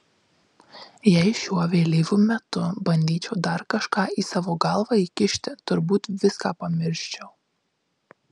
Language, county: Lithuanian, Marijampolė